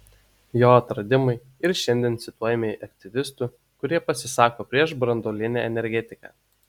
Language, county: Lithuanian, Utena